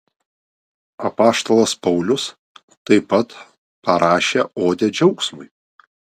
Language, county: Lithuanian, Vilnius